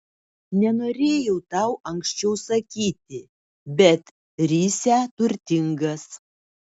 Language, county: Lithuanian, Šiauliai